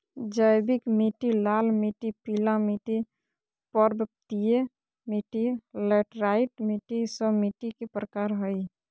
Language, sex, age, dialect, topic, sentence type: Magahi, female, 36-40, Southern, agriculture, statement